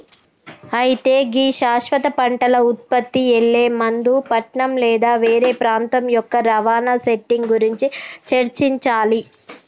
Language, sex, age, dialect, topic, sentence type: Telugu, female, 31-35, Telangana, agriculture, statement